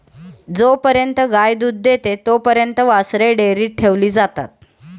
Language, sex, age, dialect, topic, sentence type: Marathi, female, 31-35, Standard Marathi, agriculture, statement